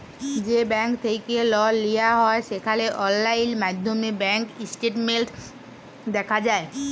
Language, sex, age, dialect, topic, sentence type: Bengali, female, 41-45, Jharkhandi, banking, statement